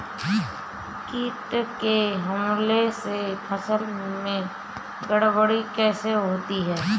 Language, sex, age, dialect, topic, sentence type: Hindi, female, 31-35, Awadhi Bundeli, agriculture, question